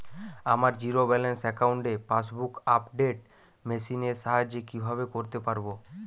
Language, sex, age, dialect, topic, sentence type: Bengali, male, 18-24, Jharkhandi, banking, question